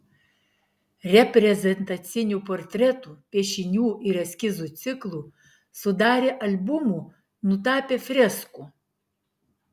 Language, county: Lithuanian, Klaipėda